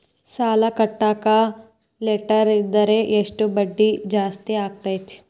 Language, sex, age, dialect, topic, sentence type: Kannada, female, 18-24, Central, banking, question